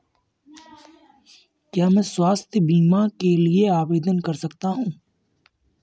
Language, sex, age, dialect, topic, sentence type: Hindi, male, 51-55, Kanauji Braj Bhasha, banking, question